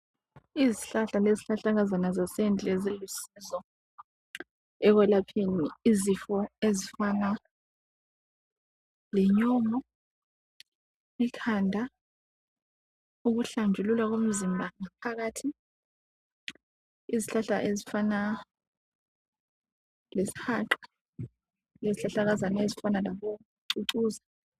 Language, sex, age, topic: North Ndebele, female, 25-35, health